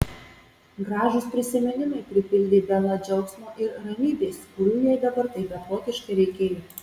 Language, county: Lithuanian, Marijampolė